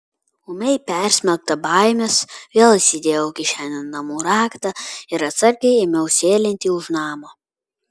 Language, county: Lithuanian, Vilnius